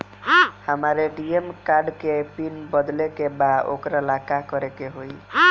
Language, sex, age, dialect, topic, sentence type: Bhojpuri, male, <18, Northern, banking, question